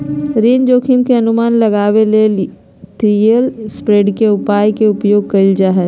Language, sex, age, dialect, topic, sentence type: Magahi, female, 36-40, Southern, banking, statement